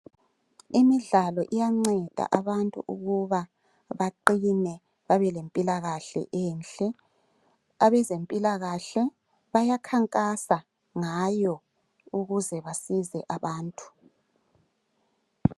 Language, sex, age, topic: North Ndebele, male, 36-49, health